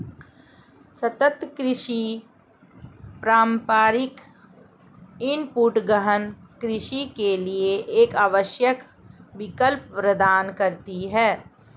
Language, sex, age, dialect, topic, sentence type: Hindi, female, 41-45, Marwari Dhudhari, agriculture, statement